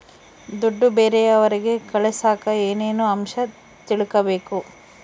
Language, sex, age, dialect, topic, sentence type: Kannada, female, 51-55, Central, banking, question